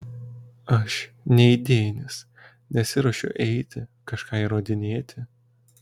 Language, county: Lithuanian, Kaunas